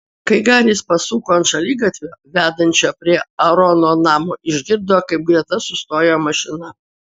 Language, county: Lithuanian, Utena